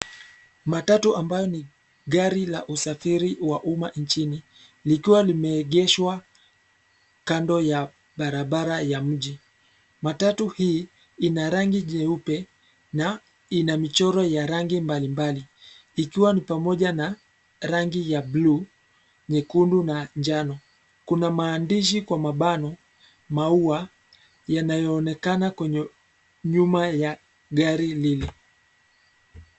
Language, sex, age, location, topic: Swahili, male, 25-35, Nairobi, government